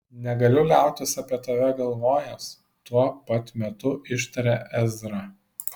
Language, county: Lithuanian, Vilnius